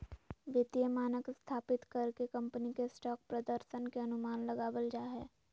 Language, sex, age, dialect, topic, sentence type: Magahi, female, 18-24, Southern, banking, statement